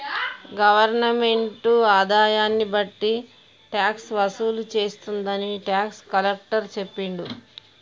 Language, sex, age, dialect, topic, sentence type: Telugu, female, 41-45, Telangana, banking, statement